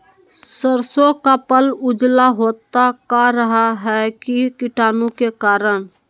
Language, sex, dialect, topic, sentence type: Magahi, female, Southern, agriculture, question